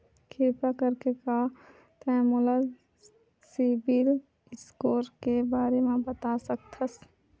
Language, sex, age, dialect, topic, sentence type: Chhattisgarhi, female, 31-35, Western/Budati/Khatahi, banking, statement